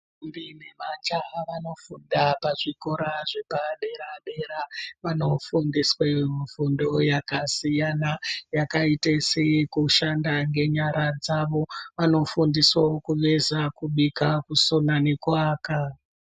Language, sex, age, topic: Ndau, male, 36-49, education